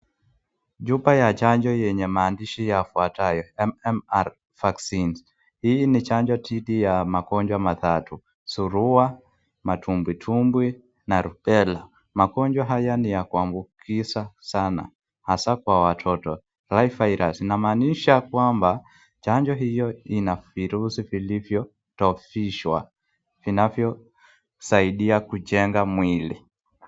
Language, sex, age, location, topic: Swahili, male, 25-35, Nakuru, health